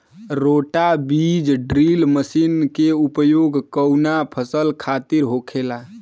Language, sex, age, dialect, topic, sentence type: Bhojpuri, male, 18-24, Western, agriculture, question